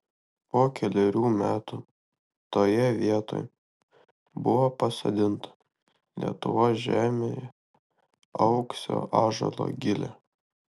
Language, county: Lithuanian, Kaunas